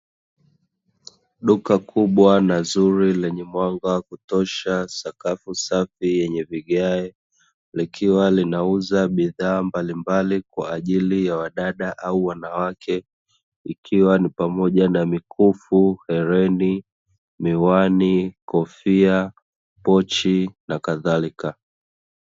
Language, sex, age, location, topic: Swahili, male, 25-35, Dar es Salaam, finance